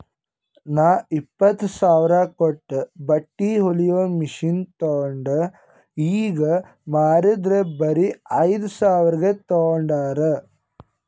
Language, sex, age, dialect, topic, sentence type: Kannada, female, 25-30, Northeastern, banking, statement